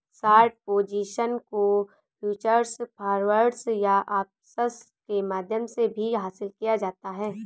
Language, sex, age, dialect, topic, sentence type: Hindi, male, 25-30, Awadhi Bundeli, banking, statement